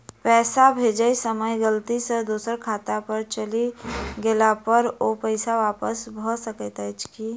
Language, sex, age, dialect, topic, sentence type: Maithili, female, 51-55, Southern/Standard, banking, question